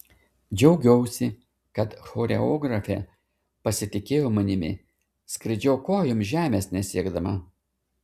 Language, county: Lithuanian, Šiauliai